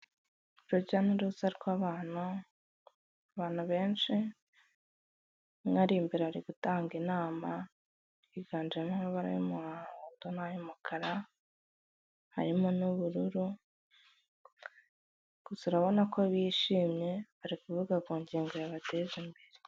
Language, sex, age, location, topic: Kinyarwanda, female, 25-35, Kigali, health